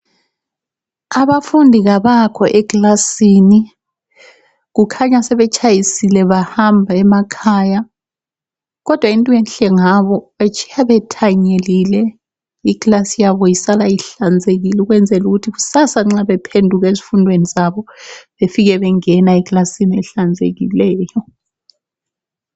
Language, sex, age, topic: North Ndebele, female, 36-49, education